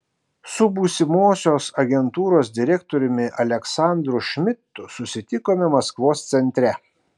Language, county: Lithuanian, Kaunas